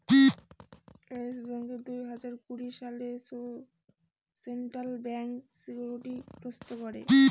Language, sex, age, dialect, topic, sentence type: Bengali, female, 18-24, Northern/Varendri, banking, statement